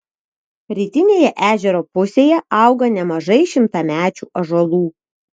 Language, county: Lithuanian, Vilnius